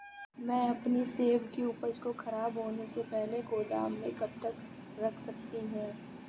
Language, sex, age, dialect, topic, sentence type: Hindi, female, 25-30, Awadhi Bundeli, agriculture, question